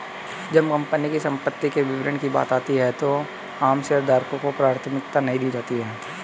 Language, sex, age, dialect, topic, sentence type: Hindi, male, 18-24, Hindustani Malvi Khadi Boli, banking, statement